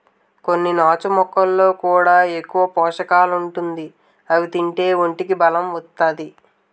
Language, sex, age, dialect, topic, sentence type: Telugu, male, 18-24, Utterandhra, agriculture, statement